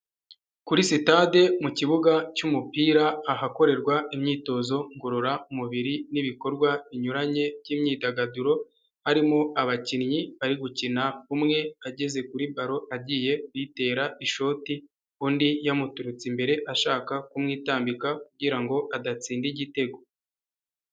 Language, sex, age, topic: Kinyarwanda, male, 25-35, government